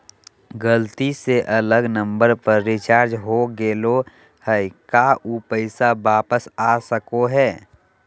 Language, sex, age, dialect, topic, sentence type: Magahi, male, 31-35, Southern, banking, question